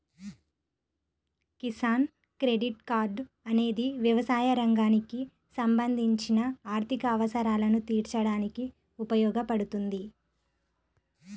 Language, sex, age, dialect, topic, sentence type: Telugu, female, 31-35, Central/Coastal, agriculture, statement